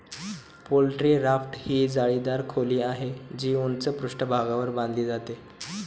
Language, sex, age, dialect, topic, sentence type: Marathi, male, 18-24, Standard Marathi, agriculture, statement